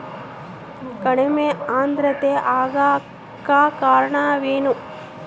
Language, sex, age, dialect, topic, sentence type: Kannada, female, 25-30, Central, agriculture, question